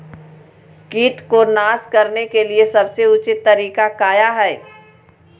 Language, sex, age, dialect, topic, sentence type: Magahi, female, 41-45, Southern, agriculture, question